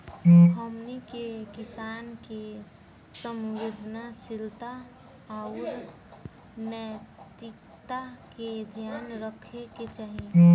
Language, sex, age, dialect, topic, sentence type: Bhojpuri, female, <18, Southern / Standard, agriculture, question